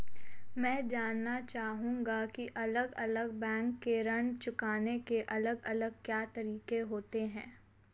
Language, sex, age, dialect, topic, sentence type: Hindi, female, 18-24, Marwari Dhudhari, banking, question